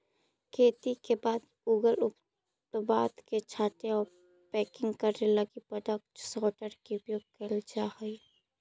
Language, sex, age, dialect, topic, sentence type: Magahi, female, 25-30, Central/Standard, banking, statement